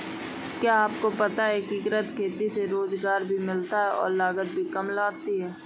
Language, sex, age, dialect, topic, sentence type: Hindi, male, 25-30, Awadhi Bundeli, agriculture, statement